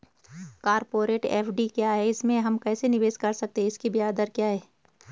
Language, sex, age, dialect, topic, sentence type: Hindi, female, 36-40, Garhwali, banking, question